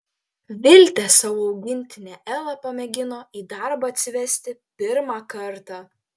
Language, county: Lithuanian, Telšiai